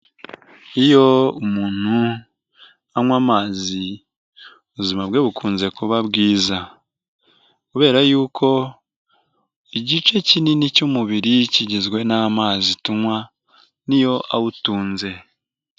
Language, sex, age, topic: Kinyarwanda, male, 18-24, health